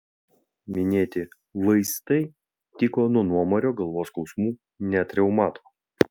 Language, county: Lithuanian, Vilnius